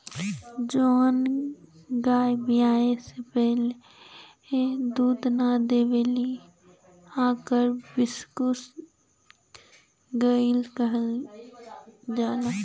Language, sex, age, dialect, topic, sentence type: Bhojpuri, female, 18-24, Western, agriculture, statement